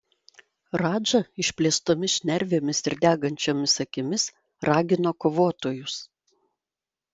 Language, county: Lithuanian, Vilnius